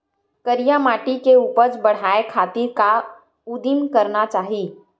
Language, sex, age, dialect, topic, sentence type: Chhattisgarhi, female, 18-24, Western/Budati/Khatahi, agriculture, question